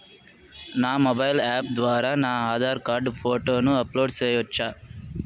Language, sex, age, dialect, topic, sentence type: Telugu, male, 46-50, Southern, banking, question